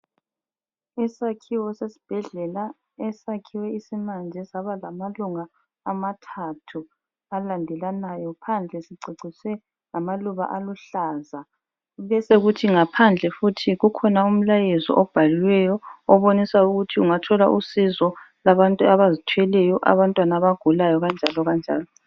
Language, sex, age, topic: North Ndebele, female, 25-35, health